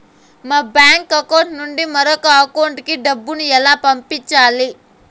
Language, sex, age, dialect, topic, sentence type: Telugu, female, 18-24, Southern, banking, question